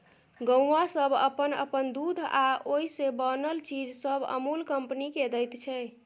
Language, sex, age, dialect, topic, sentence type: Maithili, female, 51-55, Bajjika, agriculture, statement